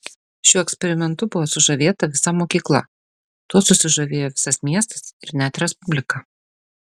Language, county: Lithuanian, Šiauliai